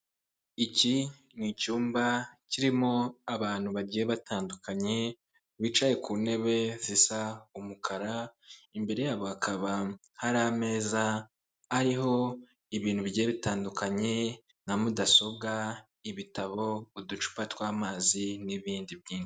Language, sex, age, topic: Kinyarwanda, male, 25-35, finance